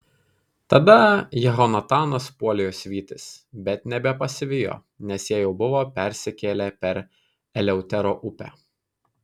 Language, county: Lithuanian, Kaunas